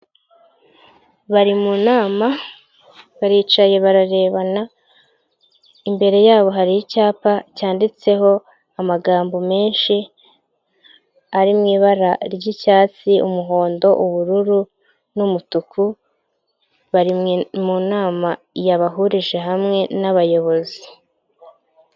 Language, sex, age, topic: Kinyarwanda, female, 25-35, health